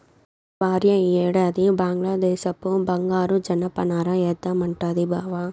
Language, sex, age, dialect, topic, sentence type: Telugu, female, 18-24, Southern, agriculture, statement